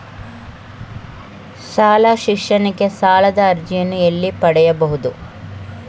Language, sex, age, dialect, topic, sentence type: Kannada, male, 18-24, Mysore Kannada, banking, question